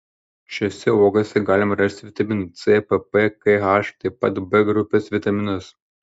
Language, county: Lithuanian, Panevėžys